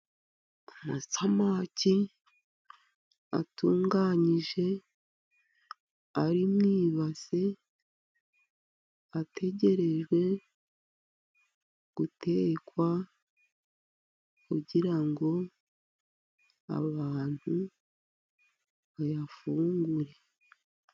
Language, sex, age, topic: Kinyarwanda, female, 50+, agriculture